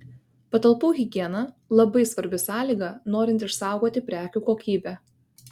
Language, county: Lithuanian, Kaunas